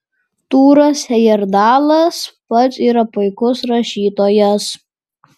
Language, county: Lithuanian, Vilnius